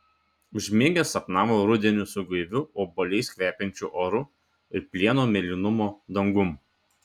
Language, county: Lithuanian, Šiauliai